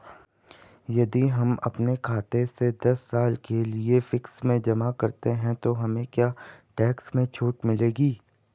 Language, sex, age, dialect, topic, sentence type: Hindi, female, 18-24, Garhwali, banking, question